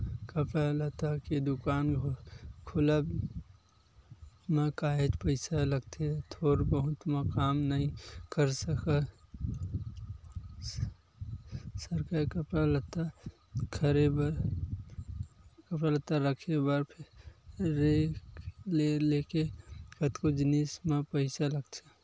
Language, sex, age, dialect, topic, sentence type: Chhattisgarhi, male, 25-30, Western/Budati/Khatahi, banking, statement